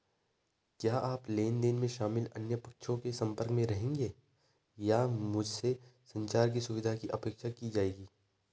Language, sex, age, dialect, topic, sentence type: Hindi, male, 25-30, Hindustani Malvi Khadi Boli, banking, question